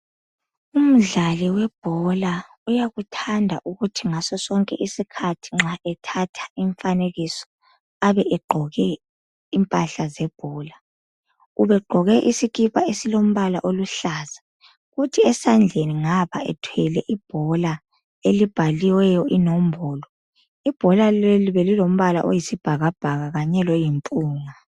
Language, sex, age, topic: North Ndebele, female, 25-35, health